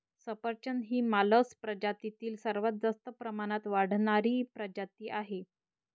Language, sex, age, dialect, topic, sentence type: Marathi, male, 60-100, Varhadi, agriculture, statement